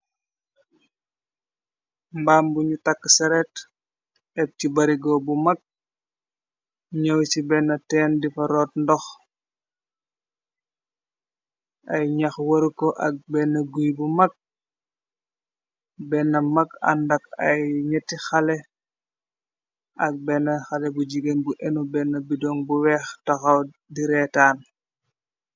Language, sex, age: Wolof, male, 25-35